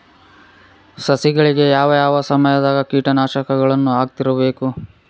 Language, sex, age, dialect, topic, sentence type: Kannada, male, 41-45, Central, agriculture, question